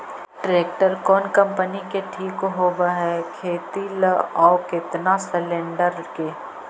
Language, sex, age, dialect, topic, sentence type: Magahi, female, 25-30, Central/Standard, agriculture, question